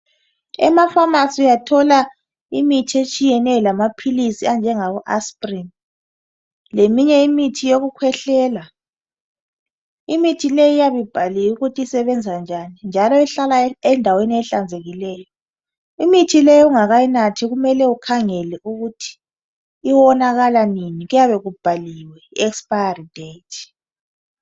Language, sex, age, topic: North Ndebele, male, 25-35, health